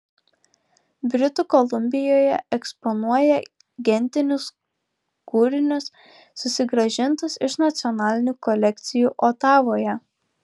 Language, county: Lithuanian, Klaipėda